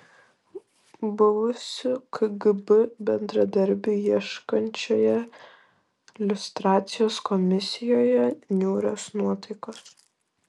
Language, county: Lithuanian, Šiauliai